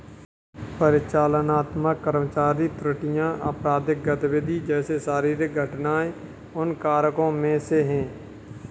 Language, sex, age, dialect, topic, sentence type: Hindi, male, 31-35, Kanauji Braj Bhasha, banking, statement